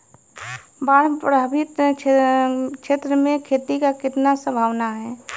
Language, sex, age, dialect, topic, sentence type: Bhojpuri, female, 31-35, Western, agriculture, question